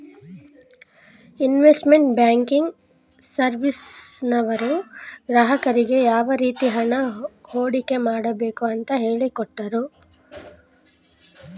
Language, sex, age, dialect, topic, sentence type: Kannada, female, 25-30, Mysore Kannada, banking, statement